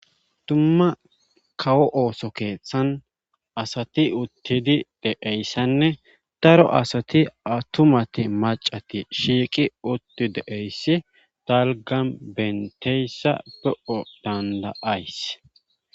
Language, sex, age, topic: Gamo, male, 25-35, government